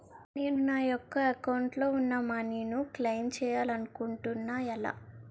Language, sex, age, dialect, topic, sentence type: Telugu, female, 18-24, Utterandhra, banking, question